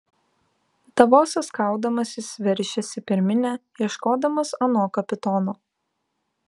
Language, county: Lithuanian, Kaunas